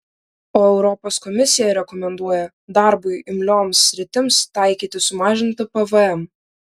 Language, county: Lithuanian, Vilnius